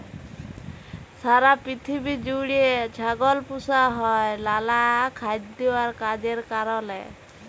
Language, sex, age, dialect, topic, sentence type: Bengali, female, 18-24, Jharkhandi, agriculture, statement